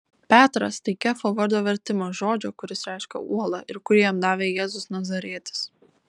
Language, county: Lithuanian, Vilnius